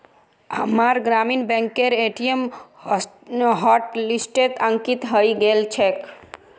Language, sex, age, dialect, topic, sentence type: Magahi, female, 31-35, Northeastern/Surjapuri, banking, statement